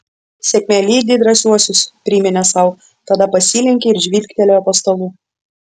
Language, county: Lithuanian, Vilnius